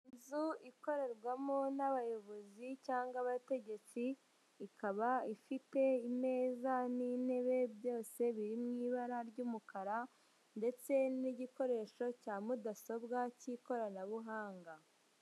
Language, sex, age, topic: Kinyarwanda, female, 18-24, finance